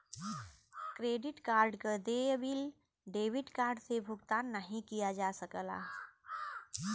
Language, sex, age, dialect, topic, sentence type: Bhojpuri, female, 41-45, Western, banking, statement